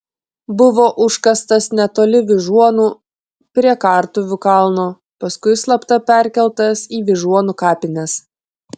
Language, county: Lithuanian, Klaipėda